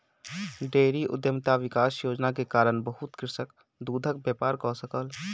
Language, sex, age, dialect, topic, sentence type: Maithili, male, 18-24, Southern/Standard, agriculture, statement